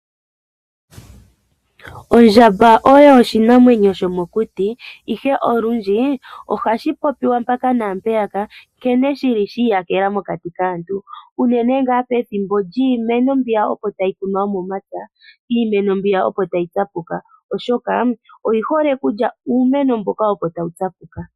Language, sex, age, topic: Oshiwambo, female, 25-35, agriculture